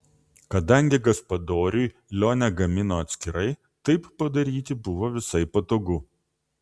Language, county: Lithuanian, Vilnius